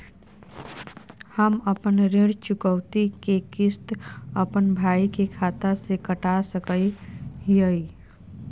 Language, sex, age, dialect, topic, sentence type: Magahi, female, 41-45, Southern, banking, question